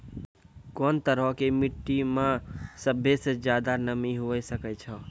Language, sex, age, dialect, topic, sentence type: Maithili, male, 18-24, Angika, agriculture, statement